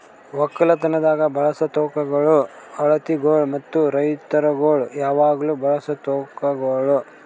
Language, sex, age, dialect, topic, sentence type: Kannada, male, 60-100, Northeastern, agriculture, statement